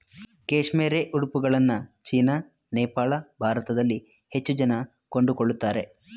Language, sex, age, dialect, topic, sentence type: Kannada, male, 25-30, Mysore Kannada, agriculture, statement